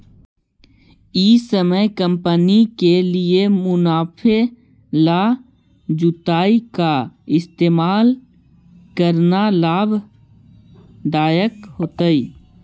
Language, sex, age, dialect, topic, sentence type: Magahi, male, 18-24, Central/Standard, banking, statement